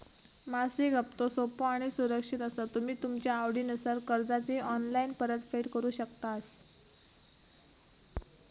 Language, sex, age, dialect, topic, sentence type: Marathi, female, 18-24, Southern Konkan, banking, statement